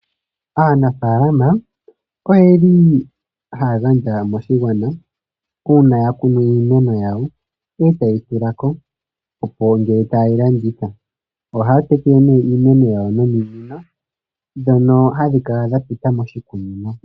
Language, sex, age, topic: Oshiwambo, male, 25-35, agriculture